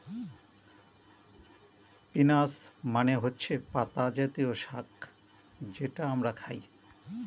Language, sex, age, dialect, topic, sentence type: Bengali, male, 46-50, Northern/Varendri, agriculture, statement